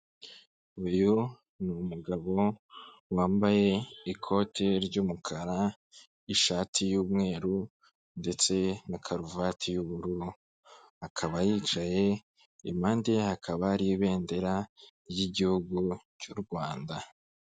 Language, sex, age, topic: Kinyarwanda, male, 25-35, government